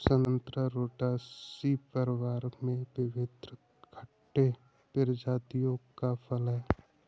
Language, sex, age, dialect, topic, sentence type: Hindi, male, 18-24, Awadhi Bundeli, agriculture, statement